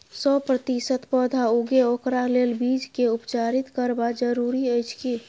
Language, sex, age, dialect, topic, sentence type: Maithili, female, 25-30, Bajjika, agriculture, question